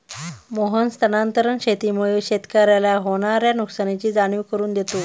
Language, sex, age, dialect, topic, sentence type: Marathi, female, 31-35, Standard Marathi, agriculture, statement